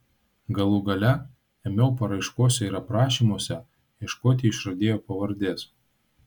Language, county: Lithuanian, Vilnius